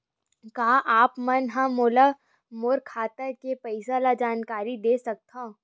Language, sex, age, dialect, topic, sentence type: Chhattisgarhi, female, 18-24, Western/Budati/Khatahi, banking, question